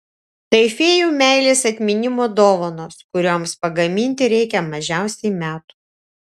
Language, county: Lithuanian, Šiauliai